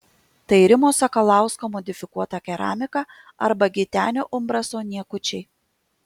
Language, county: Lithuanian, Kaunas